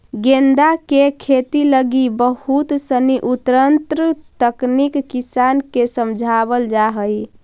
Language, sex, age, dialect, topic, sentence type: Magahi, female, 46-50, Central/Standard, agriculture, statement